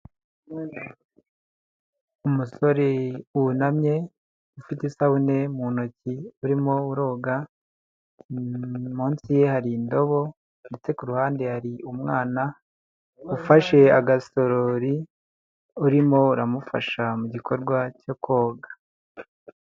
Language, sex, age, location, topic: Kinyarwanda, male, 50+, Huye, health